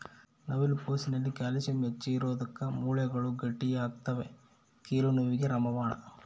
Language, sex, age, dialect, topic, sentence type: Kannada, male, 31-35, Central, agriculture, statement